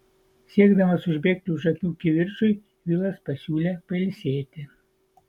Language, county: Lithuanian, Vilnius